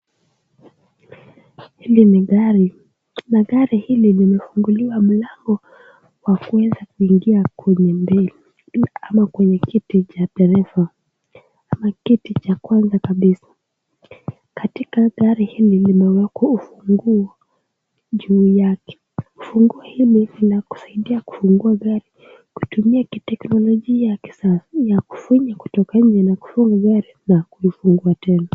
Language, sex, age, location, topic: Swahili, female, 18-24, Nakuru, finance